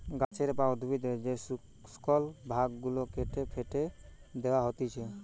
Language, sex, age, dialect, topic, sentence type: Bengali, male, 18-24, Western, agriculture, statement